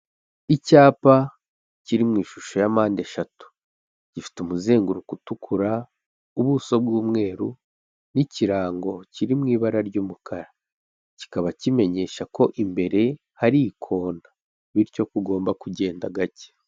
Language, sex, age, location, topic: Kinyarwanda, male, 18-24, Kigali, government